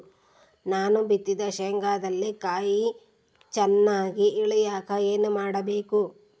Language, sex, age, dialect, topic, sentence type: Kannada, female, 36-40, Central, agriculture, question